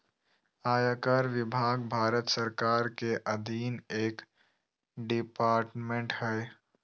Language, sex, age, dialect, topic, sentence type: Magahi, male, 18-24, Southern, banking, statement